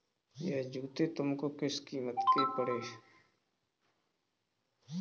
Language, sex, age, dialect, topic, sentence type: Hindi, male, 36-40, Kanauji Braj Bhasha, banking, statement